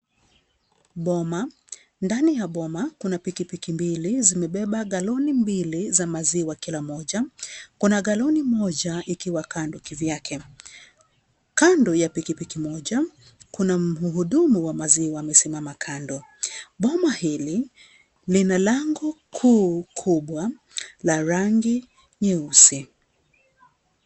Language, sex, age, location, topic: Swahili, female, 36-49, Kisii, agriculture